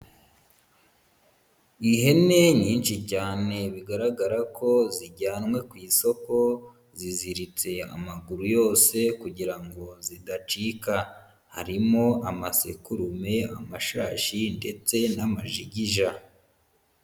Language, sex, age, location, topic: Kinyarwanda, male, 25-35, Huye, agriculture